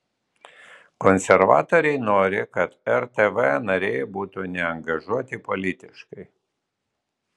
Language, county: Lithuanian, Vilnius